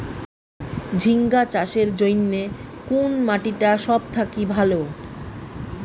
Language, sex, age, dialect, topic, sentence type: Bengali, female, 36-40, Rajbangshi, agriculture, question